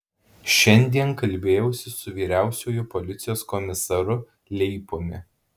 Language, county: Lithuanian, Alytus